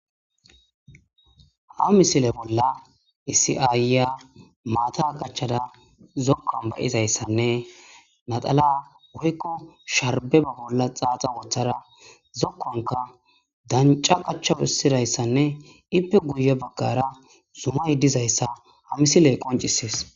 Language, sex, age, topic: Gamo, male, 18-24, agriculture